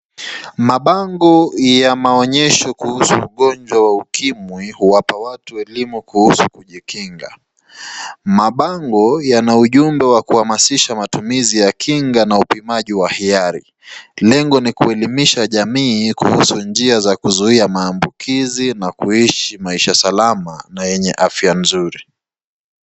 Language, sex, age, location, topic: Swahili, male, 25-35, Nakuru, health